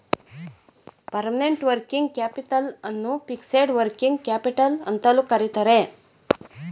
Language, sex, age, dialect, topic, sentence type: Kannada, female, 41-45, Mysore Kannada, banking, statement